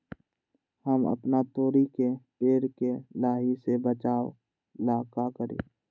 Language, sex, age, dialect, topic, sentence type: Magahi, male, 46-50, Western, agriculture, question